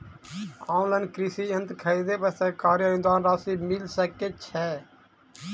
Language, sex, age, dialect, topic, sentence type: Maithili, male, 25-30, Southern/Standard, agriculture, question